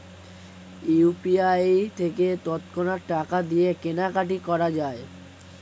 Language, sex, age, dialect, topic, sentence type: Bengali, male, 18-24, Standard Colloquial, banking, statement